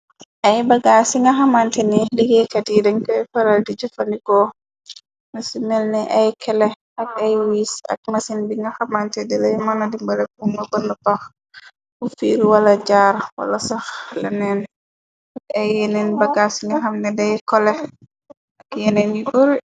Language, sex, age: Wolof, female, 25-35